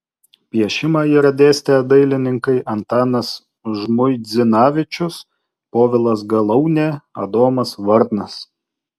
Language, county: Lithuanian, Utena